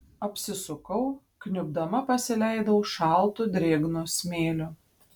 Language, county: Lithuanian, Panevėžys